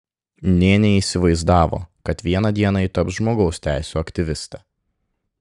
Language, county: Lithuanian, Klaipėda